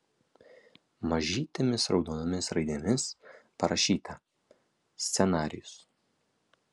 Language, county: Lithuanian, Kaunas